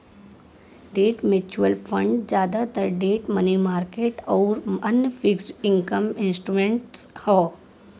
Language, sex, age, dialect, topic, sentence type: Bhojpuri, female, 18-24, Western, banking, statement